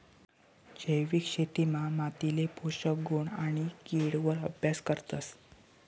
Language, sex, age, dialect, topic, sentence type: Marathi, male, 18-24, Northern Konkan, agriculture, statement